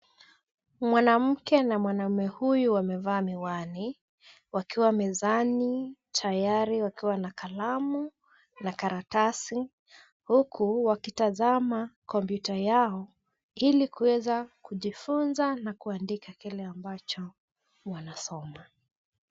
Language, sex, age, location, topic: Swahili, female, 25-35, Nairobi, education